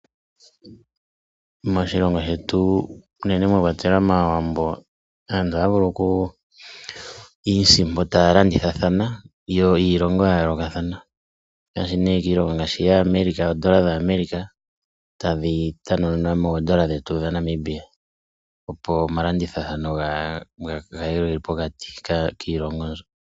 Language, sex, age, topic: Oshiwambo, male, 25-35, finance